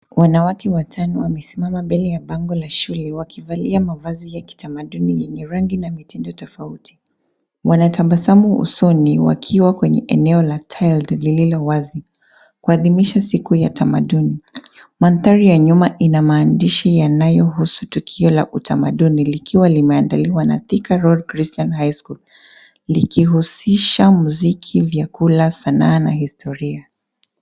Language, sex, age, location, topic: Swahili, female, 25-35, Nairobi, education